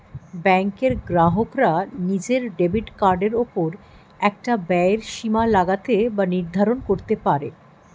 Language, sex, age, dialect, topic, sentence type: Bengali, female, 51-55, Standard Colloquial, banking, statement